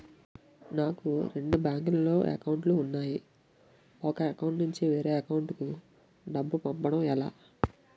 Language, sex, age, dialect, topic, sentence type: Telugu, male, 18-24, Utterandhra, banking, question